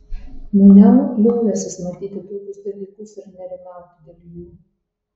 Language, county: Lithuanian, Marijampolė